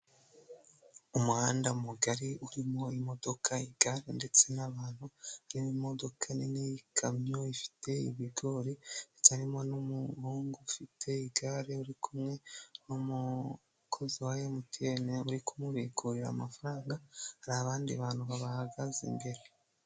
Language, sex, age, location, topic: Kinyarwanda, male, 25-35, Nyagatare, finance